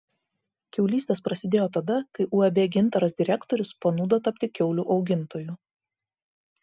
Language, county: Lithuanian, Vilnius